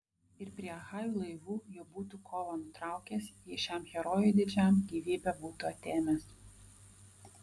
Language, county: Lithuanian, Vilnius